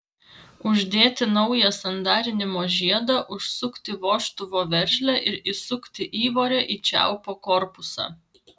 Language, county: Lithuanian, Vilnius